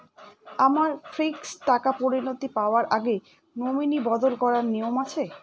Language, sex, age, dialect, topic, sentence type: Bengali, female, 31-35, Northern/Varendri, banking, question